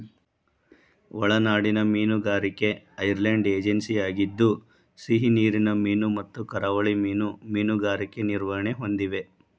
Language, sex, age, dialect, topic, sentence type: Kannada, male, 18-24, Mysore Kannada, agriculture, statement